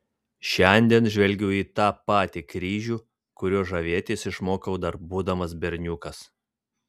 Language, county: Lithuanian, Vilnius